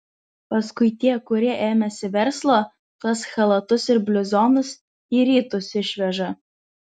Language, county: Lithuanian, Vilnius